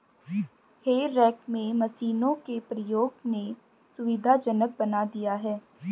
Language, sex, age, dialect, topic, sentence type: Hindi, female, 25-30, Hindustani Malvi Khadi Boli, agriculture, statement